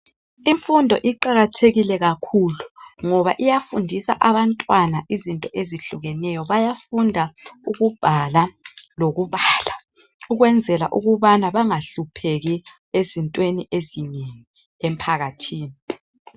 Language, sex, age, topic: North Ndebele, male, 25-35, education